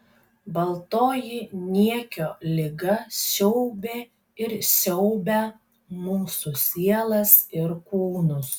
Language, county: Lithuanian, Kaunas